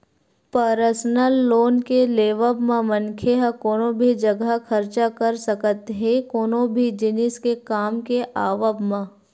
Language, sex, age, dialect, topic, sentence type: Chhattisgarhi, female, 25-30, Western/Budati/Khatahi, banking, statement